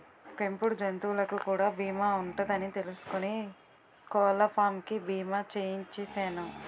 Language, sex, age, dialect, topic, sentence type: Telugu, female, 18-24, Utterandhra, banking, statement